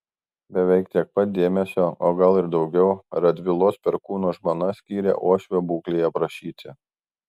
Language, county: Lithuanian, Kaunas